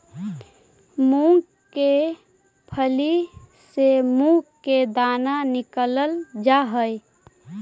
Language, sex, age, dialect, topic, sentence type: Magahi, female, 25-30, Central/Standard, agriculture, statement